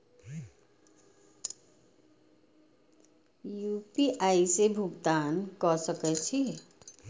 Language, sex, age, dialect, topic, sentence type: Maithili, female, 41-45, Eastern / Thethi, banking, question